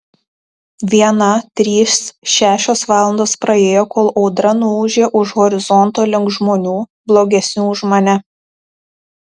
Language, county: Lithuanian, Tauragė